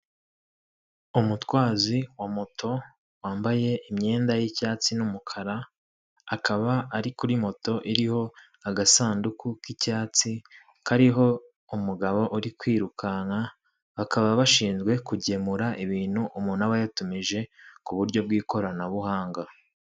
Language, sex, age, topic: Kinyarwanda, male, 25-35, finance